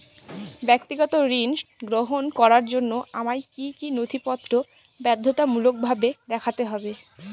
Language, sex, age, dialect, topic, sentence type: Bengali, female, 18-24, Northern/Varendri, banking, question